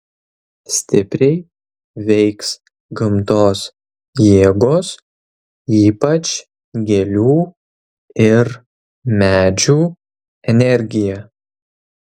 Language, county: Lithuanian, Kaunas